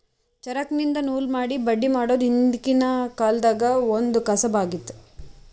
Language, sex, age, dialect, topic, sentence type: Kannada, female, 25-30, Northeastern, agriculture, statement